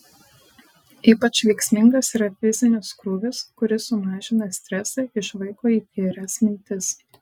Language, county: Lithuanian, Panevėžys